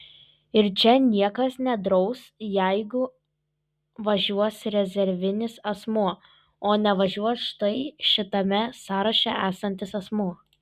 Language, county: Lithuanian, Kaunas